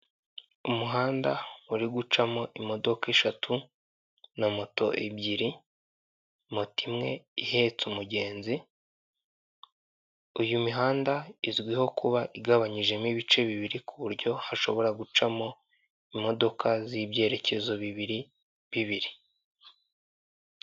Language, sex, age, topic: Kinyarwanda, male, 18-24, government